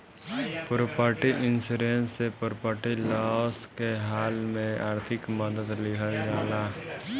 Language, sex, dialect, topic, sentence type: Bhojpuri, male, Southern / Standard, banking, statement